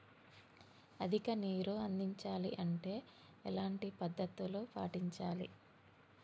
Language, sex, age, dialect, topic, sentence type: Telugu, female, 18-24, Telangana, agriculture, question